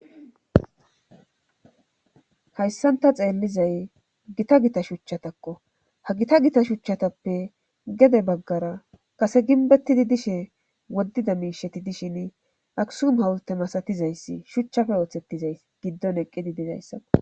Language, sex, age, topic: Gamo, female, 25-35, government